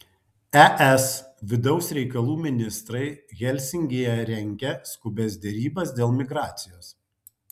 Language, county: Lithuanian, Kaunas